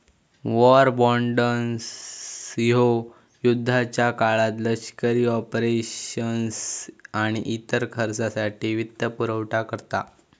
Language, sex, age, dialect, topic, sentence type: Marathi, male, 18-24, Southern Konkan, banking, statement